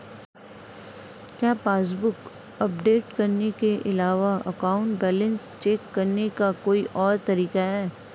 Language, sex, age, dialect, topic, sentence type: Hindi, female, 25-30, Marwari Dhudhari, banking, question